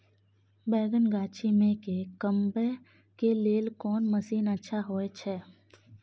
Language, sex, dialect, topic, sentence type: Maithili, female, Bajjika, agriculture, question